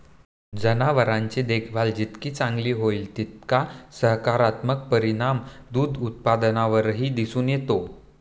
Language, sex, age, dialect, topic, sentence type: Marathi, male, 18-24, Standard Marathi, agriculture, statement